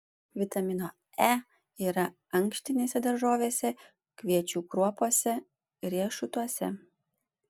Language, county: Lithuanian, Panevėžys